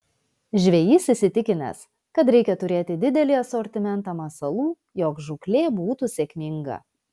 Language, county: Lithuanian, Vilnius